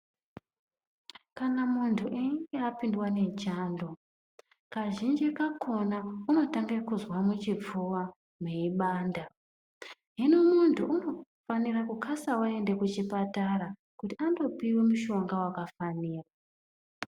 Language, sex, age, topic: Ndau, female, 25-35, health